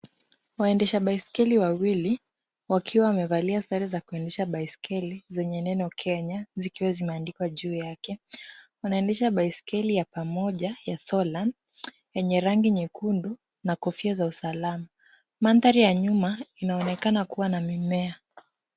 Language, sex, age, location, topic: Swahili, female, 18-24, Kisumu, education